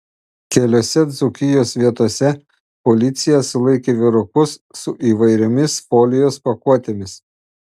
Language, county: Lithuanian, Panevėžys